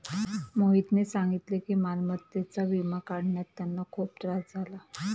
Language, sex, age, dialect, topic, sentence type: Marathi, female, 31-35, Standard Marathi, banking, statement